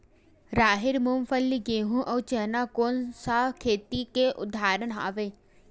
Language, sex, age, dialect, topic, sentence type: Chhattisgarhi, female, 18-24, Western/Budati/Khatahi, agriculture, question